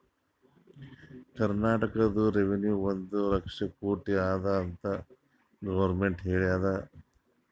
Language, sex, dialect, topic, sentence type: Kannada, male, Northeastern, banking, statement